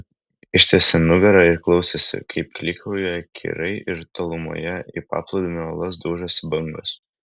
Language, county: Lithuanian, Kaunas